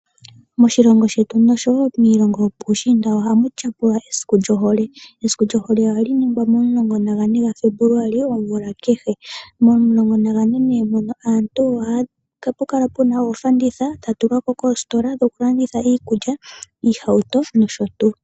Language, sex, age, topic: Oshiwambo, female, 18-24, finance